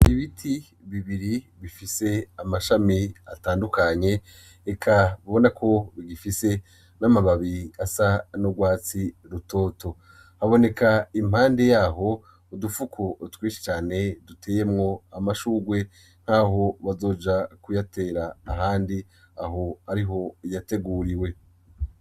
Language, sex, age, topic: Rundi, male, 25-35, agriculture